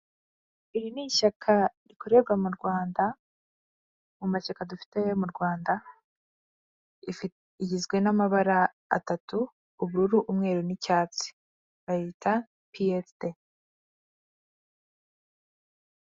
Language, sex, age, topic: Kinyarwanda, female, 25-35, government